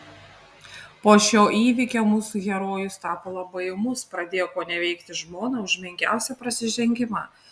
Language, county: Lithuanian, Panevėžys